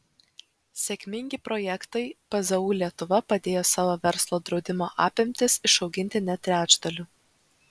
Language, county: Lithuanian, Vilnius